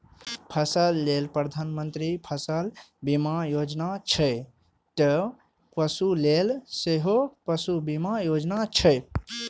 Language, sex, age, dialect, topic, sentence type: Maithili, male, 25-30, Eastern / Thethi, agriculture, statement